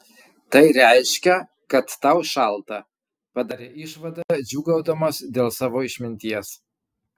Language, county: Lithuanian, Kaunas